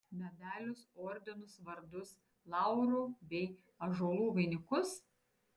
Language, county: Lithuanian, Šiauliai